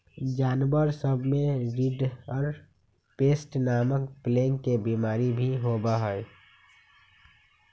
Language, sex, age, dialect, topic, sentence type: Magahi, male, 18-24, Western, agriculture, statement